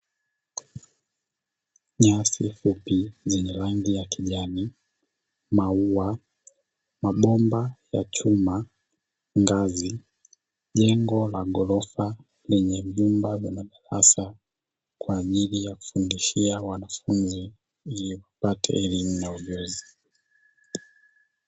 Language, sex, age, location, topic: Swahili, male, 25-35, Dar es Salaam, education